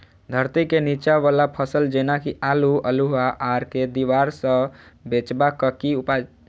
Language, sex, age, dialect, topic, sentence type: Maithili, male, 18-24, Southern/Standard, agriculture, question